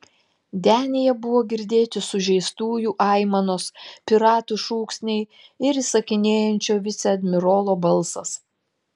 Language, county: Lithuanian, Telšiai